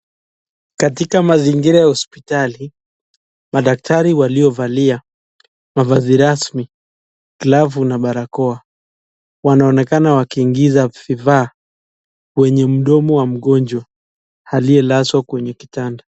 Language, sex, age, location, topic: Swahili, male, 25-35, Nakuru, health